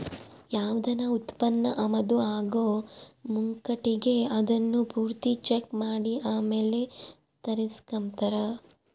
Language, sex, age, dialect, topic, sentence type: Kannada, female, 18-24, Central, banking, statement